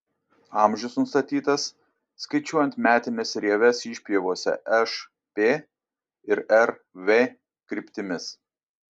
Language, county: Lithuanian, Šiauliai